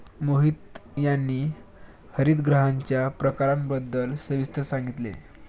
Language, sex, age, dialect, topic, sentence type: Marathi, male, 18-24, Standard Marathi, agriculture, statement